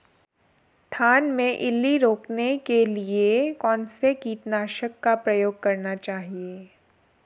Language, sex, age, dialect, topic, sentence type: Hindi, female, 18-24, Marwari Dhudhari, agriculture, question